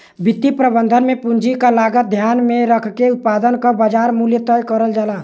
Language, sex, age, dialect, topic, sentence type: Bhojpuri, male, 18-24, Western, banking, statement